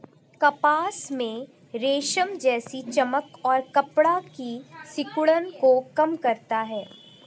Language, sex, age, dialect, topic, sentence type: Hindi, female, 18-24, Marwari Dhudhari, agriculture, statement